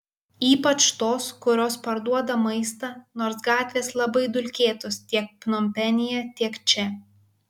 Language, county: Lithuanian, Kaunas